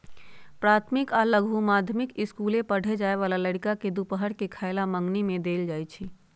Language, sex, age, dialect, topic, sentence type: Magahi, female, 60-100, Western, agriculture, statement